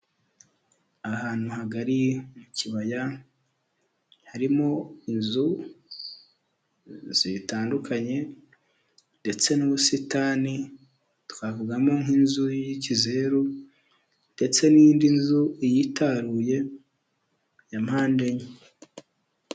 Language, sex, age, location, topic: Kinyarwanda, male, 18-24, Huye, health